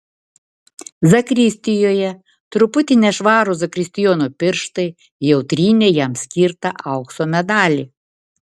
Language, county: Lithuanian, Vilnius